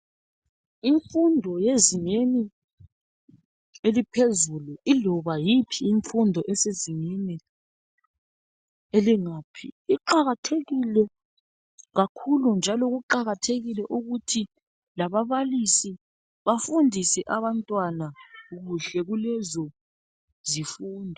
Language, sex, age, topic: North Ndebele, male, 36-49, education